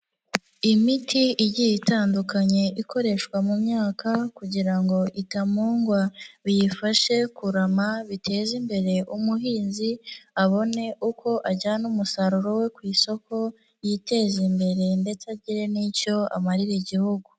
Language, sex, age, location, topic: Kinyarwanda, female, 18-24, Nyagatare, agriculture